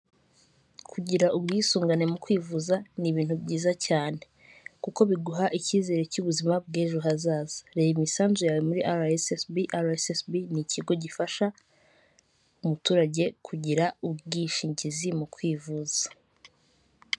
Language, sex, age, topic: Kinyarwanda, female, 18-24, finance